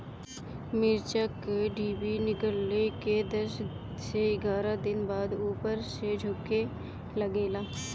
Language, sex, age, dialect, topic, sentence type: Bhojpuri, female, 25-30, Northern, agriculture, question